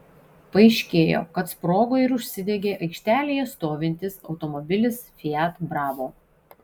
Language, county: Lithuanian, Šiauliai